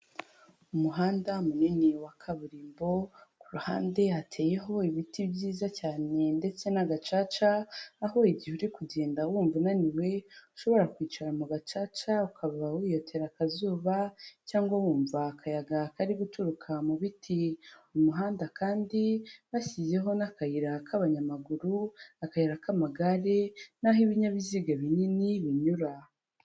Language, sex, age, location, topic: Kinyarwanda, female, 18-24, Huye, government